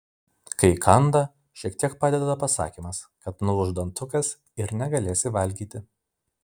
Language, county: Lithuanian, Vilnius